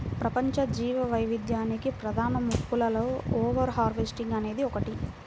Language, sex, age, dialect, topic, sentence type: Telugu, female, 18-24, Central/Coastal, agriculture, statement